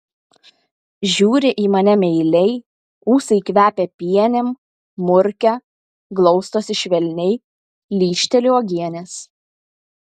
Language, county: Lithuanian, Kaunas